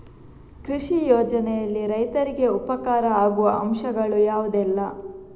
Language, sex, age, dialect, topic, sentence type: Kannada, female, 18-24, Coastal/Dakshin, agriculture, question